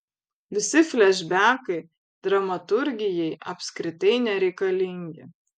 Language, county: Lithuanian, Vilnius